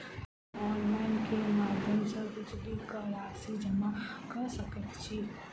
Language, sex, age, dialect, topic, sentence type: Maithili, female, 18-24, Southern/Standard, banking, question